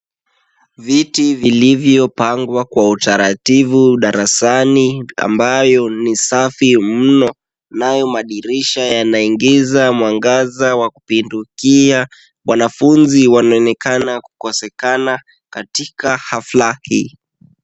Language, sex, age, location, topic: Swahili, male, 18-24, Kisumu, education